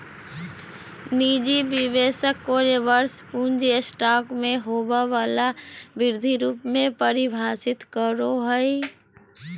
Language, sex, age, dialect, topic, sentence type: Magahi, female, 31-35, Southern, banking, statement